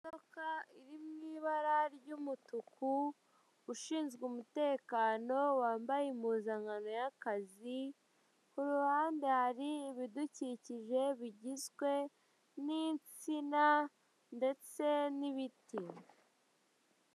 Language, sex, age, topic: Kinyarwanda, male, 18-24, government